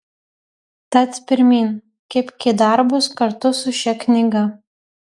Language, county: Lithuanian, Kaunas